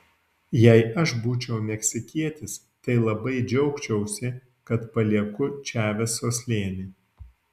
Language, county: Lithuanian, Alytus